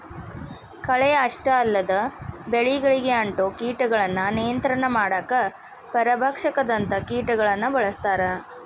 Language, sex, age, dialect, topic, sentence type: Kannada, female, 41-45, Dharwad Kannada, agriculture, statement